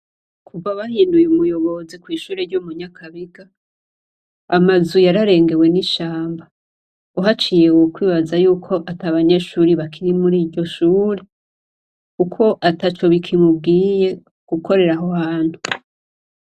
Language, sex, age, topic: Rundi, female, 25-35, education